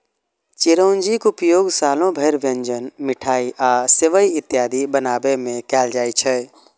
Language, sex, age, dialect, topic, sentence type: Maithili, male, 25-30, Eastern / Thethi, agriculture, statement